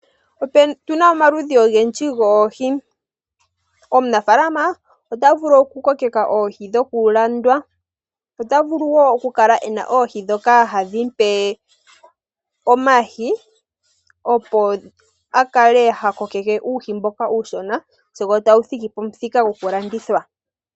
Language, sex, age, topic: Oshiwambo, female, 18-24, agriculture